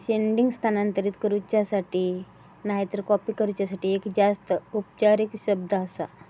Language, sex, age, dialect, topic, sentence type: Marathi, female, 31-35, Southern Konkan, agriculture, statement